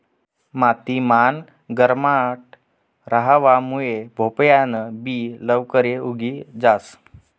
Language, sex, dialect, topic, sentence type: Marathi, male, Northern Konkan, agriculture, statement